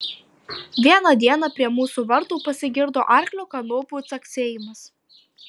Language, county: Lithuanian, Tauragė